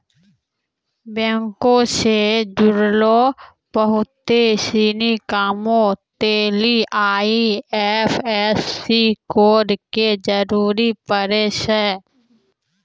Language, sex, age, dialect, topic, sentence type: Maithili, female, 18-24, Angika, banking, statement